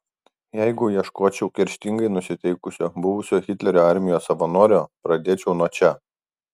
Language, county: Lithuanian, Kaunas